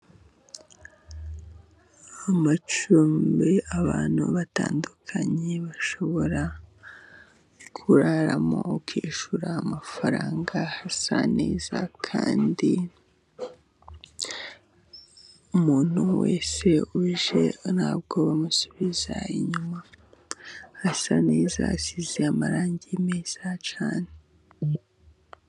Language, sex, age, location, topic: Kinyarwanda, female, 18-24, Musanze, finance